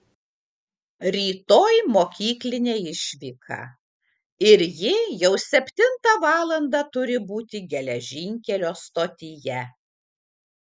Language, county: Lithuanian, Kaunas